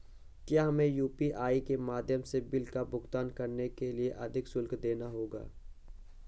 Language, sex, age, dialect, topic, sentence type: Hindi, male, 18-24, Awadhi Bundeli, banking, question